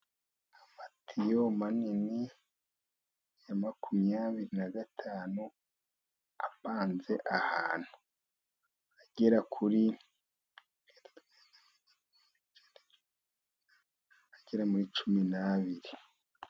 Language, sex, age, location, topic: Kinyarwanda, male, 50+, Musanze, government